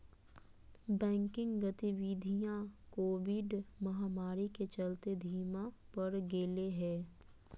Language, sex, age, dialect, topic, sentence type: Magahi, female, 25-30, Southern, banking, statement